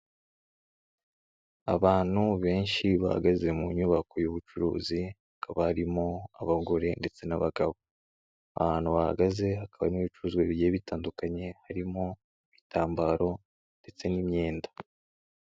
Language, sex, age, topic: Kinyarwanda, male, 18-24, finance